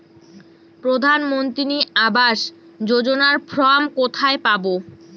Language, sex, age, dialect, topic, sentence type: Bengali, female, 18-24, Rajbangshi, banking, question